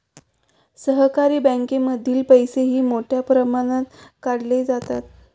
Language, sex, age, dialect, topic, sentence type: Marathi, female, 25-30, Standard Marathi, banking, statement